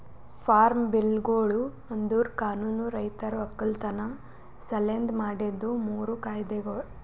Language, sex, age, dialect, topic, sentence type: Kannada, female, 18-24, Northeastern, agriculture, statement